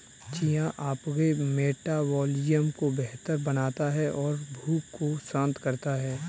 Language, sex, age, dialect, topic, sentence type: Hindi, male, 31-35, Kanauji Braj Bhasha, agriculture, statement